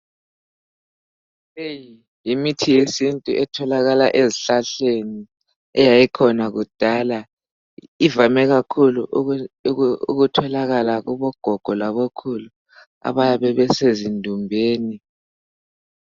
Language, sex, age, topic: North Ndebele, male, 18-24, health